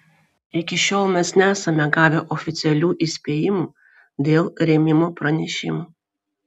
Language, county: Lithuanian, Vilnius